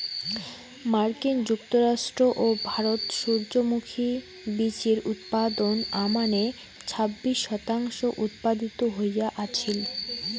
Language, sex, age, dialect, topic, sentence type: Bengali, female, <18, Rajbangshi, agriculture, statement